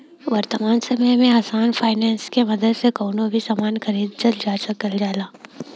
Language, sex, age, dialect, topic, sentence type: Bhojpuri, female, 18-24, Western, banking, statement